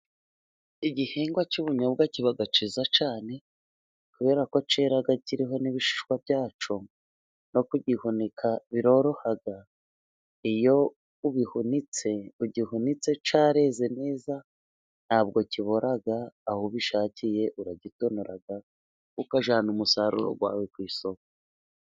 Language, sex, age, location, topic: Kinyarwanda, female, 36-49, Musanze, agriculture